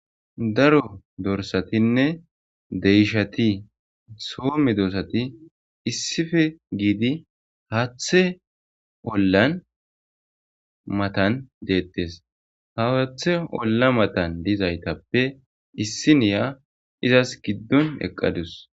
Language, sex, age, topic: Gamo, male, 25-35, agriculture